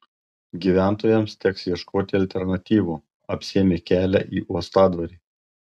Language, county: Lithuanian, Panevėžys